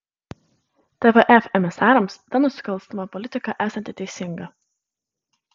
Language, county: Lithuanian, Kaunas